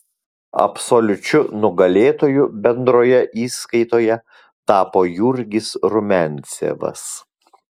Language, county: Lithuanian, Vilnius